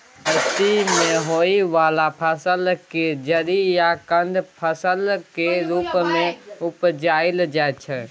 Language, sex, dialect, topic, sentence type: Maithili, male, Bajjika, agriculture, statement